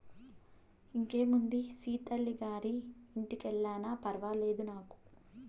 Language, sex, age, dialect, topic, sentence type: Telugu, female, 18-24, Southern, agriculture, statement